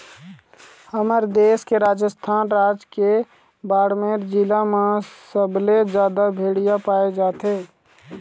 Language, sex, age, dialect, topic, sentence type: Chhattisgarhi, male, 18-24, Eastern, agriculture, statement